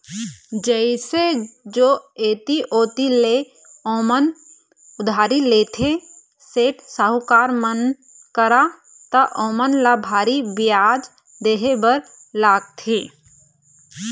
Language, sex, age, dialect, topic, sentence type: Chhattisgarhi, female, 31-35, Eastern, banking, statement